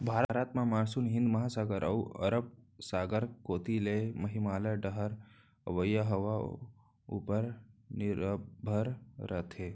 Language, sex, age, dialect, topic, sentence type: Chhattisgarhi, male, 25-30, Central, agriculture, statement